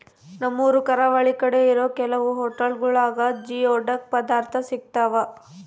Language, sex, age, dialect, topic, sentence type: Kannada, female, 18-24, Central, agriculture, statement